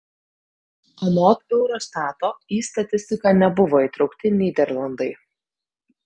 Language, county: Lithuanian, Vilnius